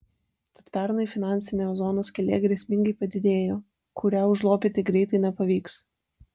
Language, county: Lithuanian, Vilnius